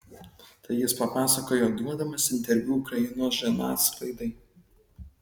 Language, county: Lithuanian, Kaunas